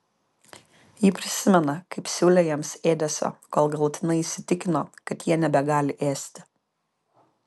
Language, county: Lithuanian, Kaunas